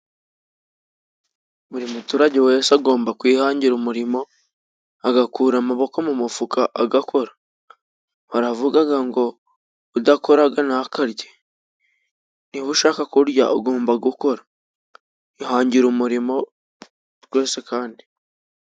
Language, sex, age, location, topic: Kinyarwanda, female, 36-49, Musanze, finance